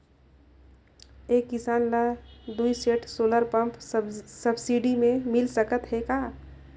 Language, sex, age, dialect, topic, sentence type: Chhattisgarhi, female, 25-30, Northern/Bhandar, agriculture, question